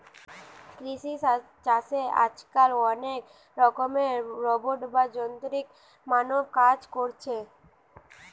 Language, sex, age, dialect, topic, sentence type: Bengali, female, 18-24, Western, agriculture, statement